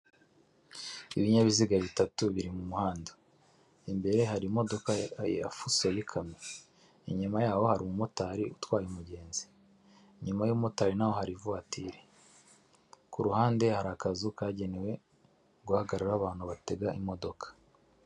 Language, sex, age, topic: Kinyarwanda, male, 36-49, government